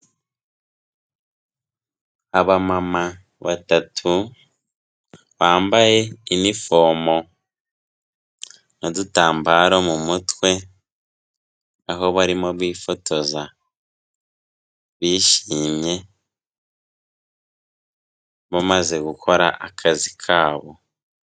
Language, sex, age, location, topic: Kinyarwanda, female, 18-24, Kigali, health